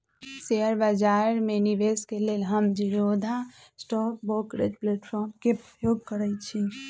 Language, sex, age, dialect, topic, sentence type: Magahi, female, 25-30, Western, banking, statement